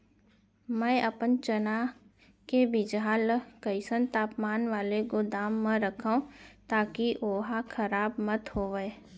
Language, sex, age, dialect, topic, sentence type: Chhattisgarhi, female, 25-30, Central, agriculture, question